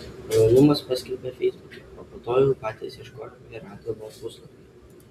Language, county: Lithuanian, Kaunas